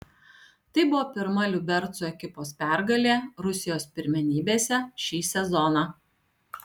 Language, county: Lithuanian, Alytus